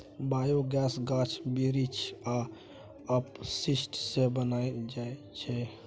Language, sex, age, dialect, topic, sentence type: Maithili, male, 46-50, Bajjika, agriculture, statement